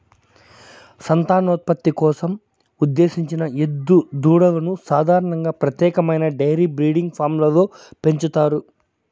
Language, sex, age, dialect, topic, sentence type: Telugu, male, 31-35, Southern, agriculture, statement